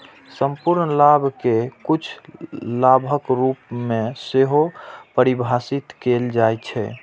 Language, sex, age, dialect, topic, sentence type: Maithili, male, 18-24, Eastern / Thethi, banking, statement